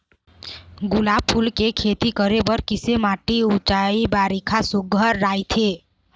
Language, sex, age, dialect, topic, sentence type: Chhattisgarhi, female, 18-24, Eastern, agriculture, question